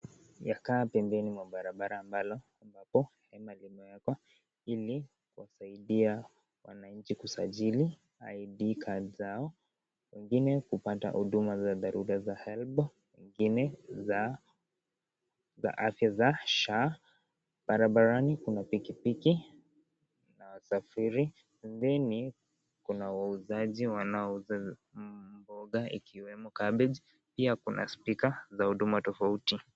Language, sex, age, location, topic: Swahili, male, 18-24, Kisii, government